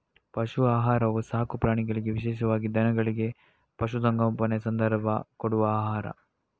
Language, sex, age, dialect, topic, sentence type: Kannada, male, 18-24, Coastal/Dakshin, agriculture, statement